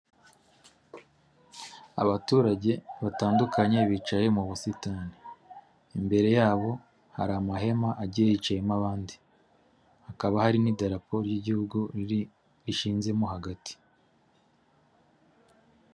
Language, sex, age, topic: Kinyarwanda, male, 36-49, government